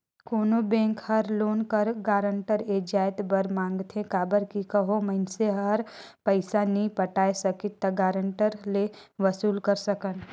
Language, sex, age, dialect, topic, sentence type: Chhattisgarhi, female, 18-24, Northern/Bhandar, banking, statement